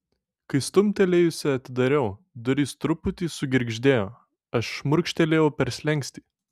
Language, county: Lithuanian, Šiauliai